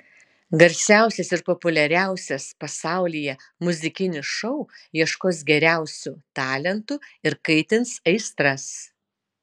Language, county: Lithuanian, Utena